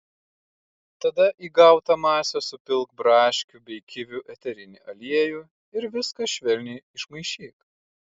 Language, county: Lithuanian, Klaipėda